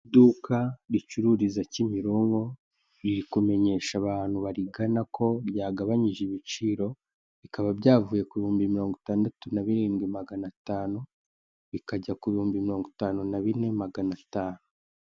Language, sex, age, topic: Kinyarwanda, male, 18-24, finance